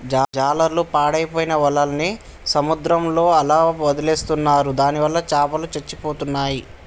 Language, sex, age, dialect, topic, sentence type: Telugu, male, 18-24, Telangana, agriculture, statement